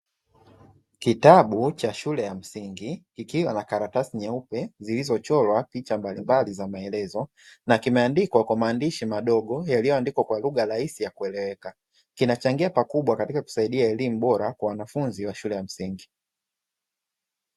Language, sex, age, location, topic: Swahili, male, 25-35, Dar es Salaam, education